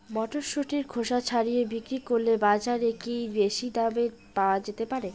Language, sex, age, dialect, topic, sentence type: Bengali, female, 18-24, Rajbangshi, agriculture, question